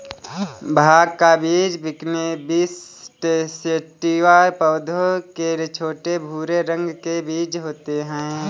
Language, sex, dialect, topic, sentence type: Hindi, male, Kanauji Braj Bhasha, agriculture, statement